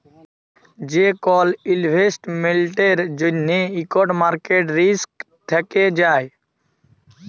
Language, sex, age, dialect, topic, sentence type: Bengali, male, 18-24, Jharkhandi, banking, statement